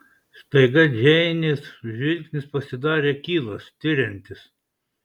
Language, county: Lithuanian, Klaipėda